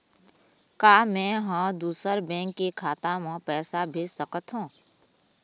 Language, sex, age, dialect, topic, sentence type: Chhattisgarhi, female, 25-30, Eastern, banking, statement